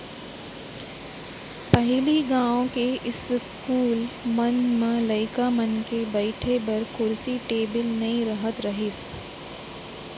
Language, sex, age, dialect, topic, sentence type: Chhattisgarhi, female, 36-40, Central, agriculture, statement